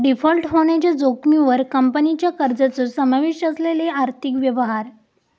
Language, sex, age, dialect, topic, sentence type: Marathi, female, 18-24, Southern Konkan, banking, statement